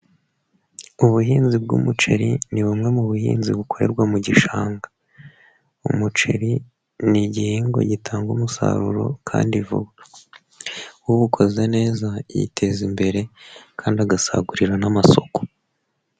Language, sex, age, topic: Kinyarwanda, male, 25-35, agriculture